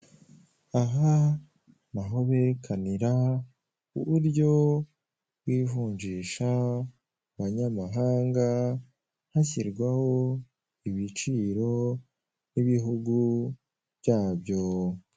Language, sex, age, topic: Kinyarwanda, male, 18-24, finance